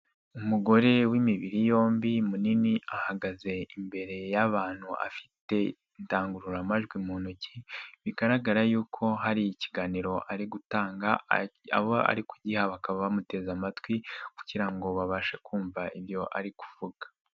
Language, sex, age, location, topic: Kinyarwanda, male, 18-24, Nyagatare, health